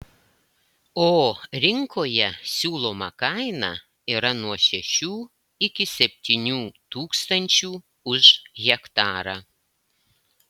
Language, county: Lithuanian, Klaipėda